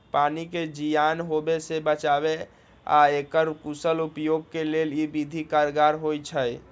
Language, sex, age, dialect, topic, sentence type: Magahi, male, 18-24, Western, agriculture, statement